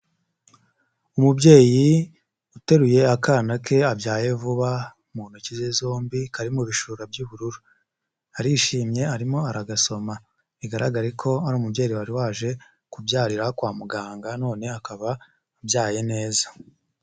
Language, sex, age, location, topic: Kinyarwanda, male, 50+, Nyagatare, health